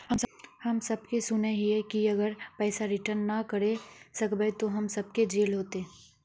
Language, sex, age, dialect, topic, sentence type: Magahi, female, 41-45, Northeastern/Surjapuri, banking, question